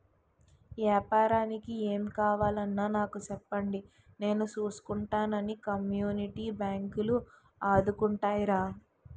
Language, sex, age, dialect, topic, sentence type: Telugu, female, 18-24, Utterandhra, banking, statement